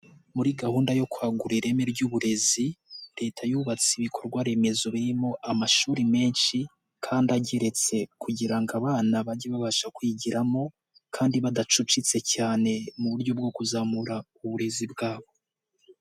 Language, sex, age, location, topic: Kinyarwanda, male, 18-24, Nyagatare, government